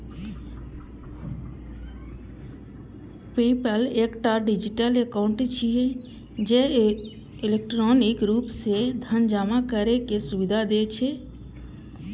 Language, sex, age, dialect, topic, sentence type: Maithili, female, 31-35, Eastern / Thethi, banking, statement